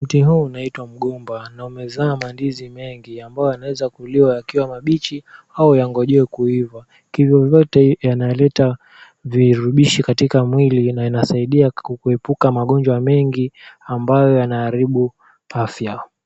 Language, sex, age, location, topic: Swahili, male, 18-24, Mombasa, agriculture